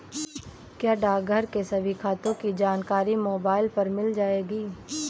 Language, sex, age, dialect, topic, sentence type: Hindi, female, 18-24, Awadhi Bundeli, banking, statement